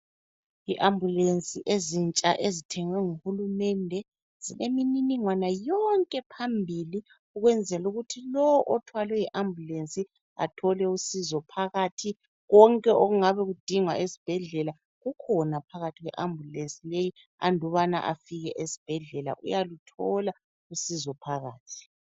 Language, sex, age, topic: North Ndebele, female, 36-49, health